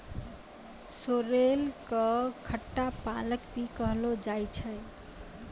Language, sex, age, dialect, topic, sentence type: Maithili, female, 25-30, Angika, agriculture, statement